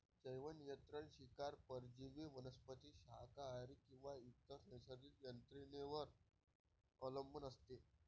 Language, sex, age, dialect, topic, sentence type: Marathi, male, 18-24, Varhadi, agriculture, statement